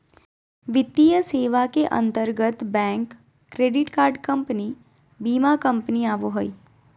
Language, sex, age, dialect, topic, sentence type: Magahi, female, 18-24, Southern, banking, statement